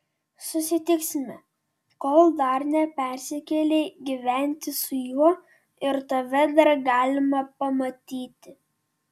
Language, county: Lithuanian, Vilnius